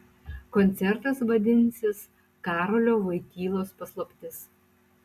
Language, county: Lithuanian, Utena